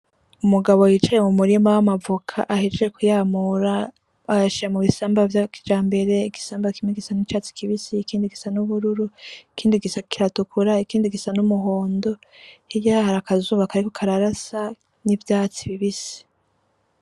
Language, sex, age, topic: Rundi, female, 25-35, agriculture